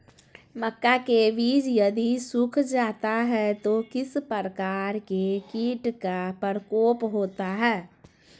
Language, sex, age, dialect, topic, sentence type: Magahi, female, 25-30, Southern, agriculture, question